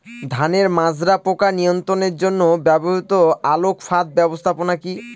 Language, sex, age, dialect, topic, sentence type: Bengali, male, 18-24, Northern/Varendri, agriculture, question